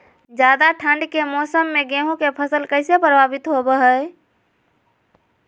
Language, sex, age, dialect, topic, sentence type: Magahi, female, 18-24, Southern, agriculture, question